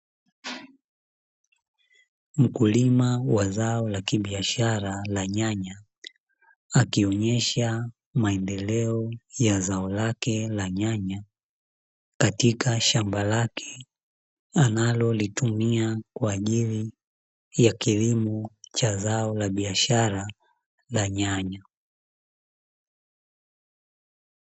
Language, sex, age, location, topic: Swahili, male, 25-35, Dar es Salaam, agriculture